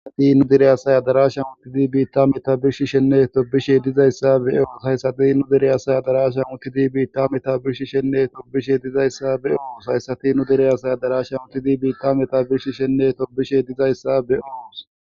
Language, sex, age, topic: Gamo, male, 18-24, government